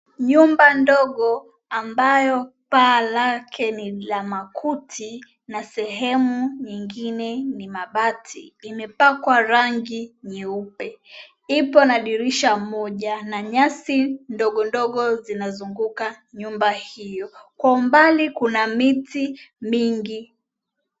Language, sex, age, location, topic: Swahili, female, 18-24, Mombasa, government